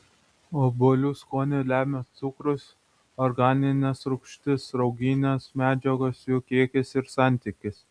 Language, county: Lithuanian, Vilnius